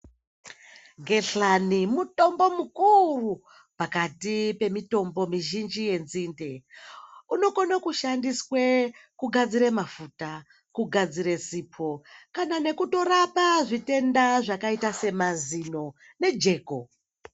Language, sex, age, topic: Ndau, male, 18-24, health